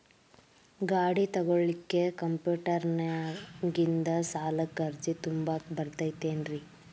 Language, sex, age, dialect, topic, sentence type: Kannada, female, 18-24, Dharwad Kannada, banking, question